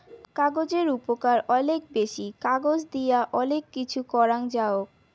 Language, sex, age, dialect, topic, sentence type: Bengali, female, 18-24, Rajbangshi, agriculture, statement